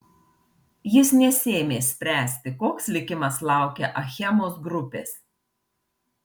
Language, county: Lithuanian, Marijampolė